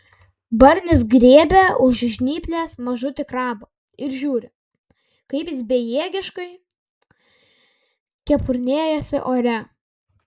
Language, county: Lithuanian, Kaunas